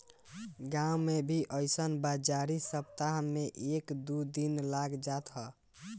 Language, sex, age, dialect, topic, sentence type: Bhojpuri, male, 18-24, Northern, agriculture, statement